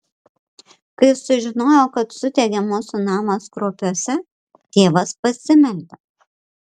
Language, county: Lithuanian, Panevėžys